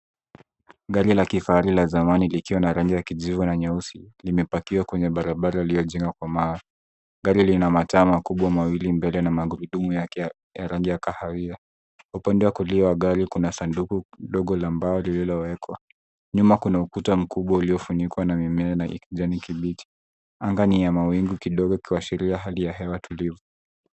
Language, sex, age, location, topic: Swahili, male, 18-24, Nairobi, finance